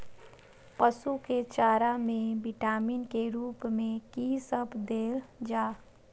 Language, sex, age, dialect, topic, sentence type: Maithili, female, 25-30, Eastern / Thethi, agriculture, question